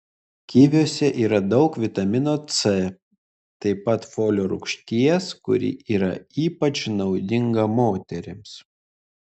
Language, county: Lithuanian, Kaunas